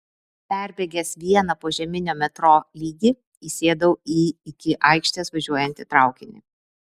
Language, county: Lithuanian, Vilnius